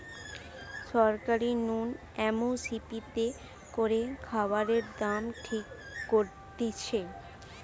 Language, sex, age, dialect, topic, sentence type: Bengali, female, 18-24, Western, agriculture, statement